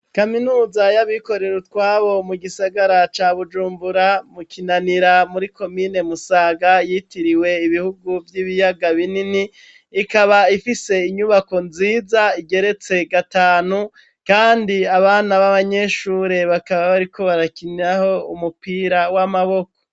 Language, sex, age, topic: Rundi, male, 36-49, education